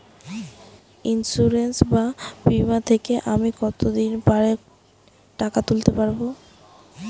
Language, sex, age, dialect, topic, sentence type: Bengali, female, 18-24, Rajbangshi, banking, question